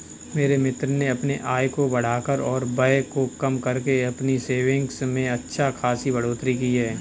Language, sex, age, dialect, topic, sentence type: Hindi, male, 25-30, Kanauji Braj Bhasha, banking, statement